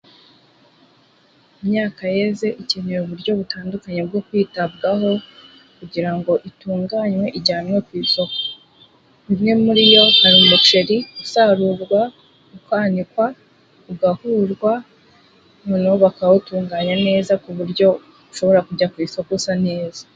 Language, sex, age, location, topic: Kinyarwanda, female, 18-24, Huye, agriculture